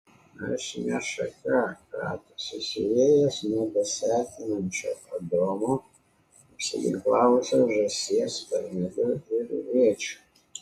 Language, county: Lithuanian, Kaunas